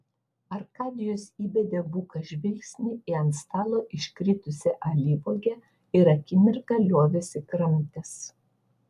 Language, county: Lithuanian, Vilnius